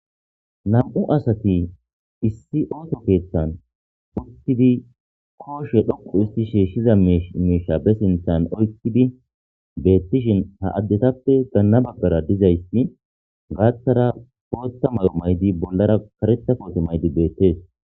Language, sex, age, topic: Gamo, male, 25-35, government